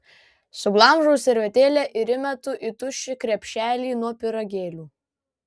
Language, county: Lithuanian, Vilnius